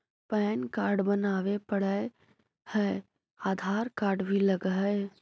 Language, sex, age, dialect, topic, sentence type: Magahi, female, 18-24, Central/Standard, banking, question